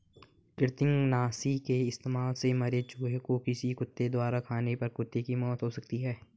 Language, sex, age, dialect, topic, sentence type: Hindi, male, 18-24, Marwari Dhudhari, agriculture, statement